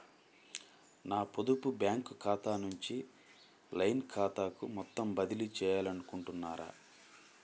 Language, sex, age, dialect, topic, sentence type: Telugu, male, 25-30, Central/Coastal, banking, question